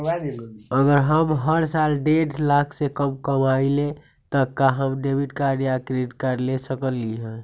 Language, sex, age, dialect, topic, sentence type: Magahi, male, 18-24, Western, banking, question